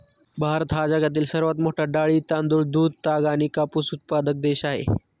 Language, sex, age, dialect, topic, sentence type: Marathi, male, 31-35, Standard Marathi, agriculture, statement